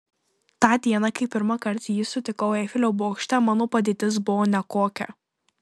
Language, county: Lithuanian, Marijampolė